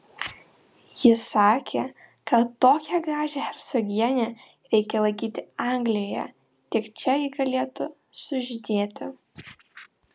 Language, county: Lithuanian, Vilnius